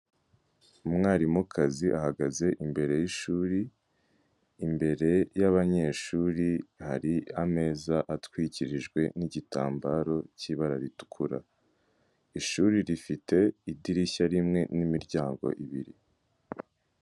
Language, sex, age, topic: Kinyarwanda, male, 18-24, government